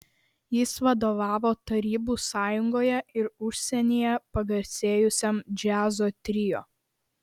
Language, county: Lithuanian, Vilnius